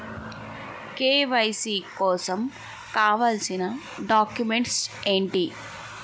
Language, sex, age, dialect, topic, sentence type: Telugu, female, 18-24, Utterandhra, banking, question